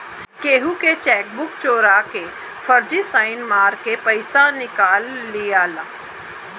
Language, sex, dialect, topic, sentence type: Bhojpuri, female, Northern, banking, statement